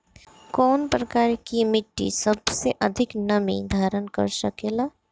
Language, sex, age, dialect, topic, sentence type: Bhojpuri, female, 25-30, Northern, agriculture, statement